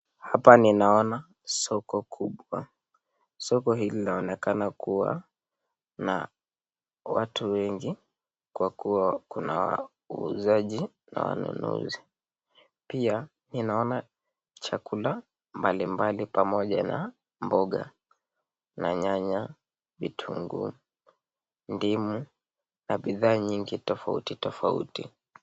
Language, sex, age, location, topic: Swahili, male, 18-24, Nakuru, finance